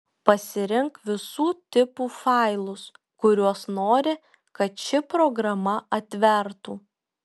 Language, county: Lithuanian, Šiauliai